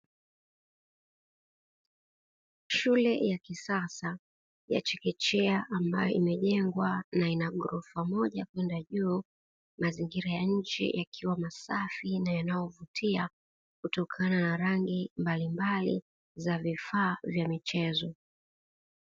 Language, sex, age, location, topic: Swahili, female, 36-49, Dar es Salaam, education